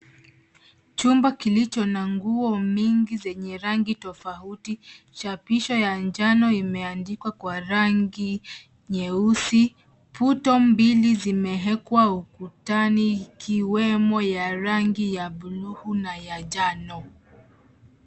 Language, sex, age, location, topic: Swahili, female, 25-35, Nairobi, finance